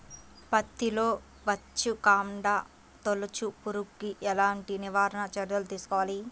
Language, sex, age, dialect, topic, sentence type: Telugu, female, 18-24, Central/Coastal, agriculture, question